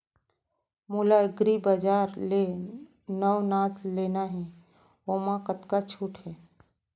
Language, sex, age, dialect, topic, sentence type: Chhattisgarhi, female, 31-35, Central, agriculture, question